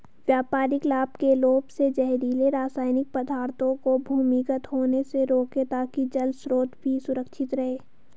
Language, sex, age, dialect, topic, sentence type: Hindi, female, 51-55, Hindustani Malvi Khadi Boli, agriculture, statement